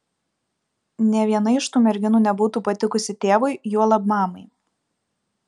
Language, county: Lithuanian, Vilnius